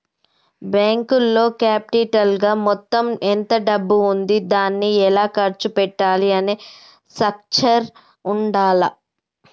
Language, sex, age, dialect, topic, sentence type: Telugu, female, 31-35, Telangana, banking, statement